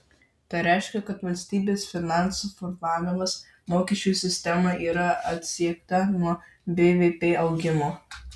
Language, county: Lithuanian, Marijampolė